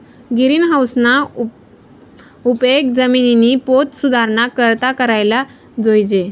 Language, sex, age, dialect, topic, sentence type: Marathi, female, 18-24, Northern Konkan, agriculture, statement